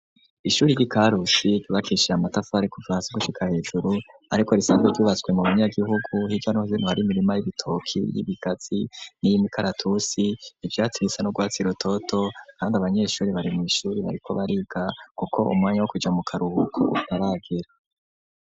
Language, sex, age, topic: Rundi, male, 25-35, education